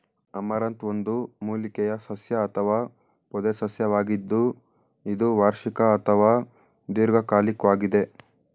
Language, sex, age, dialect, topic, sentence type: Kannada, male, 18-24, Mysore Kannada, agriculture, statement